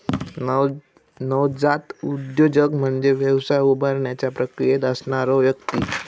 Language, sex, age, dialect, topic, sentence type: Marathi, male, 18-24, Southern Konkan, banking, statement